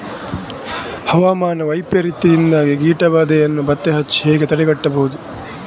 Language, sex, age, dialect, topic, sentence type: Kannada, male, 18-24, Coastal/Dakshin, agriculture, question